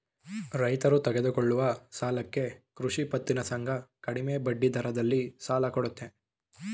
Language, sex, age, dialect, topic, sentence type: Kannada, male, 18-24, Mysore Kannada, banking, statement